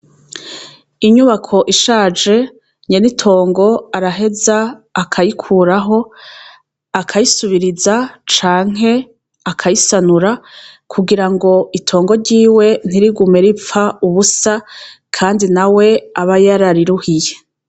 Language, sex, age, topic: Rundi, female, 36-49, education